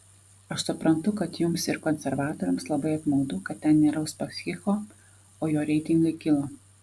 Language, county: Lithuanian, Vilnius